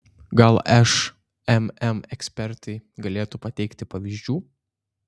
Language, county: Lithuanian, Šiauliai